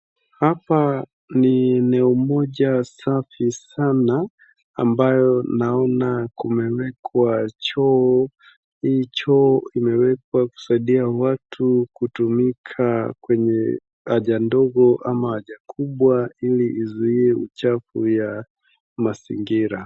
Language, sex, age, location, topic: Swahili, male, 25-35, Wajir, health